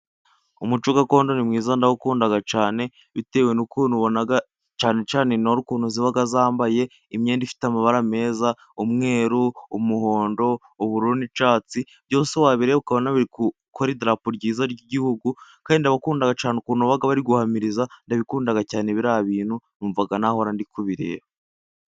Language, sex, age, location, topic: Kinyarwanda, male, 18-24, Musanze, government